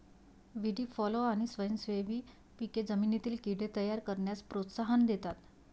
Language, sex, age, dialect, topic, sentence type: Marathi, female, 31-35, Varhadi, agriculture, statement